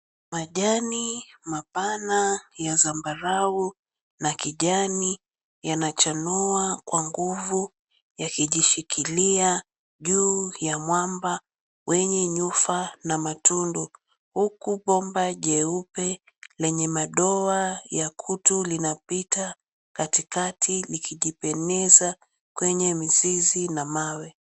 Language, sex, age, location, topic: Swahili, female, 25-35, Mombasa, agriculture